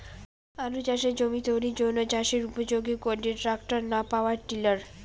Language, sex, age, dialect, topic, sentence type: Bengali, female, 18-24, Rajbangshi, agriculture, question